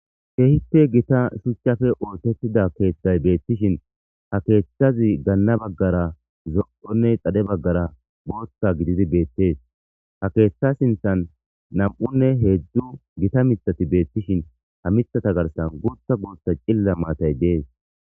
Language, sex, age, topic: Gamo, male, 18-24, government